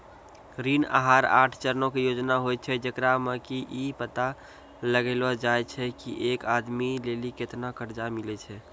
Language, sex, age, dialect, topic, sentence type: Maithili, male, 18-24, Angika, banking, statement